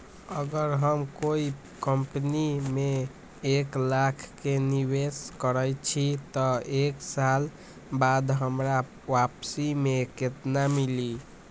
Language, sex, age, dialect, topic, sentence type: Magahi, male, 18-24, Western, banking, question